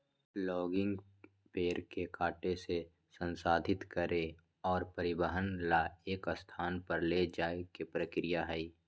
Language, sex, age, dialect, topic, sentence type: Magahi, male, 18-24, Western, agriculture, statement